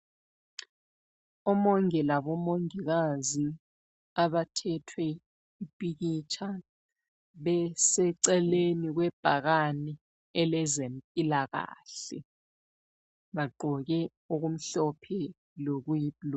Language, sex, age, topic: North Ndebele, female, 25-35, health